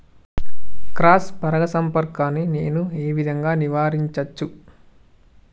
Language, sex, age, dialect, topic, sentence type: Telugu, male, 18-24, Telangana, agriculture, question